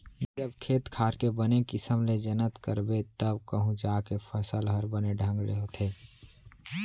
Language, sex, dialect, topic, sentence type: Chhattisgarhi, male, Central, agriculture, statement